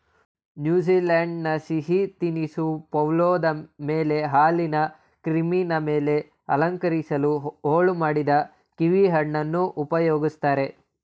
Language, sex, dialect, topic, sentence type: Kannada, male, Mysore Kannada, agriculture, statement